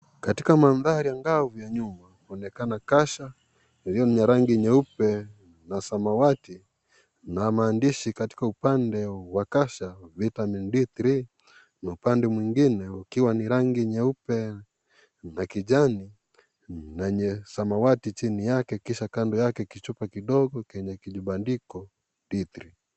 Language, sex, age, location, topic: Swahili, male, 25-35, Kisii, health